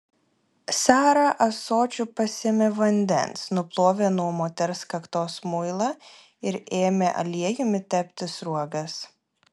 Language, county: Lithuanian, Klaipėda